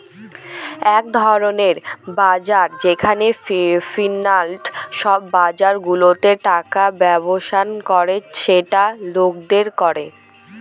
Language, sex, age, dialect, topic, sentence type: Bengali, female, 18-24, Northern/Varendri, banking, statement